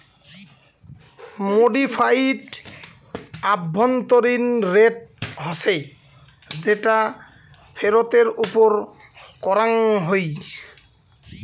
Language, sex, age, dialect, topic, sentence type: Bengali, male, 25-30, Rajbangshi, banking, statement